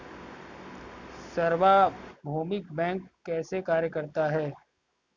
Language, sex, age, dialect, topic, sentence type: Hindi, male, 25-30, Kanauji Braj Bhasha, banking, statement